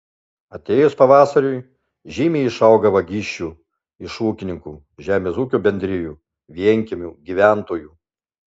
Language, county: Lithuanian, Alytus